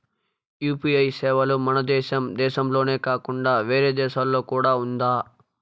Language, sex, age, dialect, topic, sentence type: Telugu, male, 41-45, Southern, banking, question